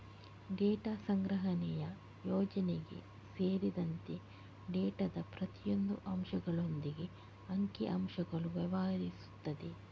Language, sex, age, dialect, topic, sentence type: Kannada, female, 18-24, Coastal/Dakshin, banking, statement